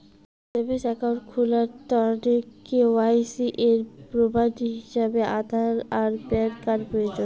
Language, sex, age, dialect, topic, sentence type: Bengali, female, 18-24, Rajbangshi, banking, statement